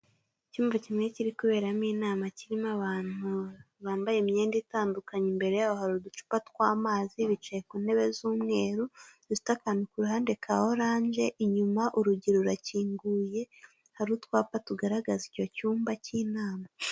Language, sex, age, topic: Kinyarwanda, female, 18-24, government